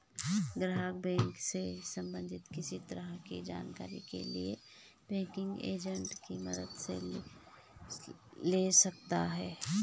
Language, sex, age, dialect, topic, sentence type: Hindi, female, 36-40, Garhwali, banking, statement